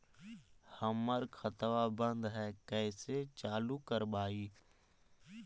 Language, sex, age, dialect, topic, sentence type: Magahi, male, 18-24, Central/Standard, banking, question